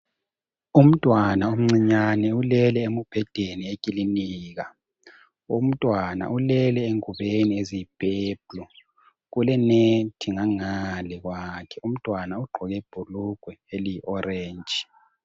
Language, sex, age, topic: North Ndebele, male, 50+, health